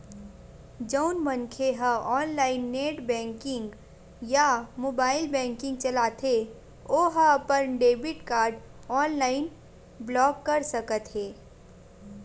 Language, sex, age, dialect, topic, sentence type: Chhattisgarhi, female, 18-24, Western/Budati/Khatahi, banking, statement